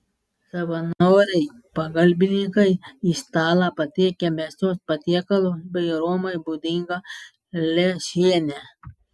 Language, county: Lithuanian, Klaipėda